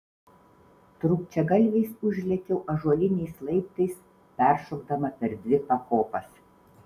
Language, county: Lithuanian, Vilnius